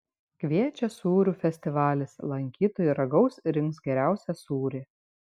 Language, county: Lithuanian, Šiauliai